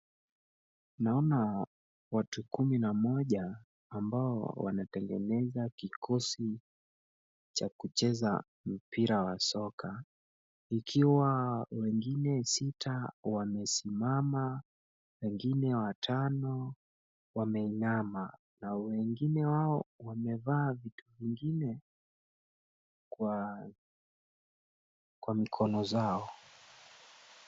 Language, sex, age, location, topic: Swahili, male, 25-35, Kisumu, government